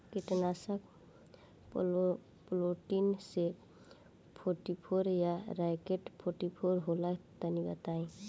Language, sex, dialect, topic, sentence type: Bhojpuri, female, Northern, agriculture, question